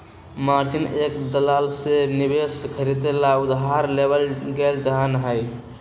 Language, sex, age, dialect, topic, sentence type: Magahi, male, 18-24, Western, banking, statement